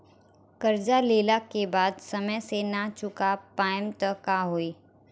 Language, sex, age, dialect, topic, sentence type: Bhojpuri, female, 18-24, Southern / Standard, banking, question